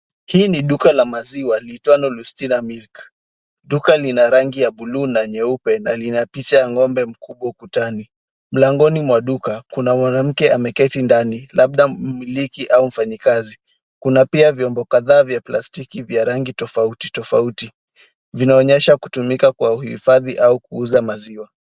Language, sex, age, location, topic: Swahili, male, 18-24, Kisumu, finance